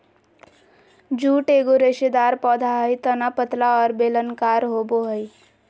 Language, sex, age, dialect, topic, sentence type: Magahi, female, 25-30, Southern, agriculture, statement